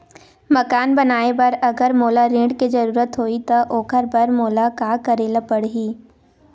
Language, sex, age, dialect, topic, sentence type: Chhattisgarhi, female, 18-24, Western/Budati/Khatahi, banking, question